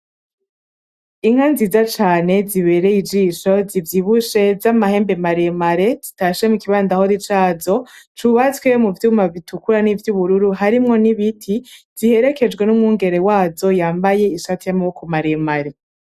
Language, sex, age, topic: Rundi, female, 18-24, agriculture